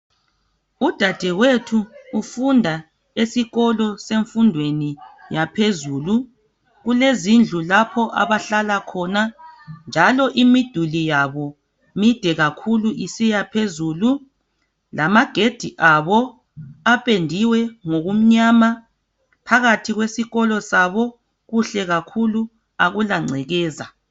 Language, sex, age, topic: North Ndebele, female, 36-49, education